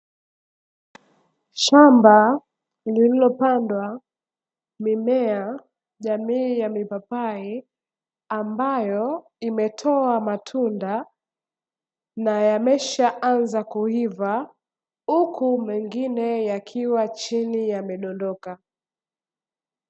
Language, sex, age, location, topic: Swahili, female, 18-24, Dar es Salaam, agriculture